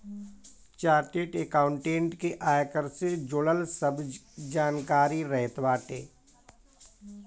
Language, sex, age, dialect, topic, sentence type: Bhojpuri, male, 41-45, Northern, banking, statement